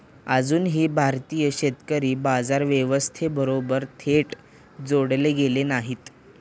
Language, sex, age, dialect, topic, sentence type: Marathi, male, 18-24, Standard Marathi, agriculture, statement